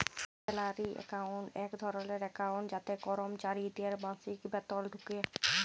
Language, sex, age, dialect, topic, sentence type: Bengali, female, 18-24, Jharkhandi, banking, statement